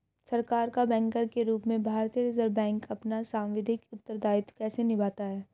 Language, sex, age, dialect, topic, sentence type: Hindi, female, 31-35, Hindustani Malvi Khadi Boli, banking, question